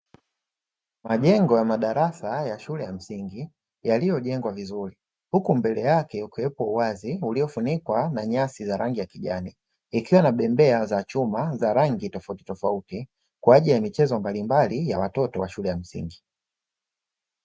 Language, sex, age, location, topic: Swahili, male, 25-35, Dar es Salaam, education